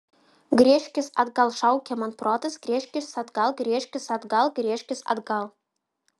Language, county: Lithuanian, Vilnius